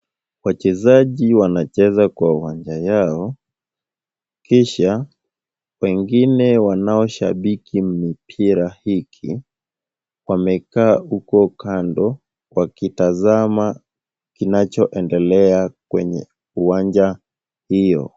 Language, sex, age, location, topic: Swahili, male, 18-24, Kisumu, government